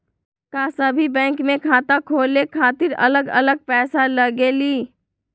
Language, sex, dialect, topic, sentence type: Magahi, female, Western, banking, question